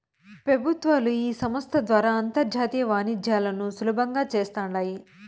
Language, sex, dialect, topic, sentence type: Telugu, female, Southern, banking, statement